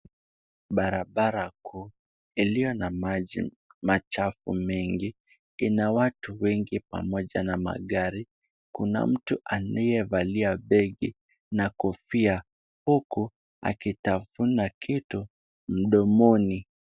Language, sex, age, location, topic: Swahili, male, 18-24, Kisumu, health